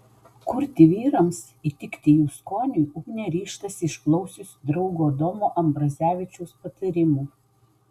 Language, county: Lithuanian, Vilnius